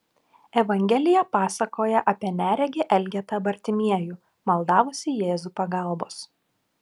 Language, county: Lithuanian, Klaipėda